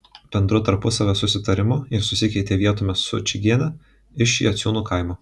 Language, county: Lithuanian, Kaunas